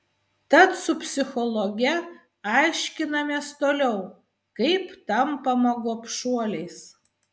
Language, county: Lithuanian, Vilnius